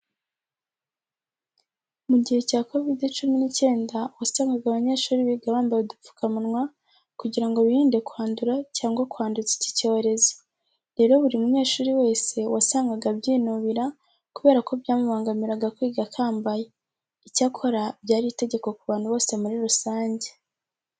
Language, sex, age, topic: Kinyarwanda, female, 18-24, education